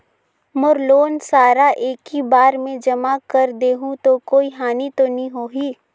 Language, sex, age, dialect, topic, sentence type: Chhattisgarhi, female, 18-24, Northern/Bhandar, banking, question